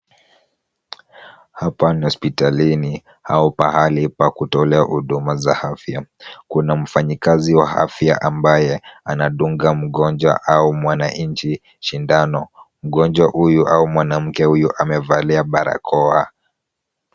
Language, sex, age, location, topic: Swahili, male, 18-24, Kisumu, health